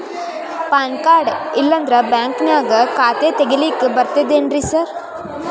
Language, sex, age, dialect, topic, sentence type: Kannada, female, 18-24, Dharwad Kannada, banking, question